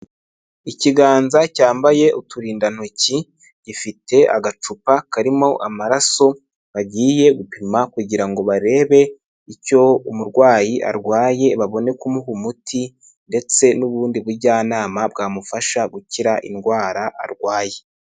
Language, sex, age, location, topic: Kinyarwanda, male, 18-24, Nyagatare, health